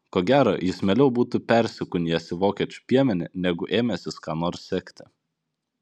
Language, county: Lithuanian, Vilnius